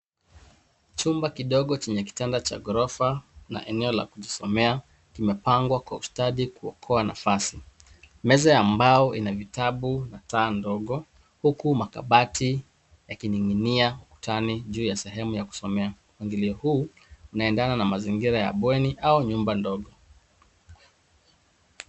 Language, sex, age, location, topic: Swahili, male, 36-49, Nairobi, education